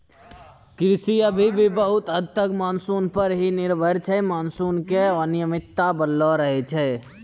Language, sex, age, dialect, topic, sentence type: Maithili, male, 18-24, Angika, agriculture, statement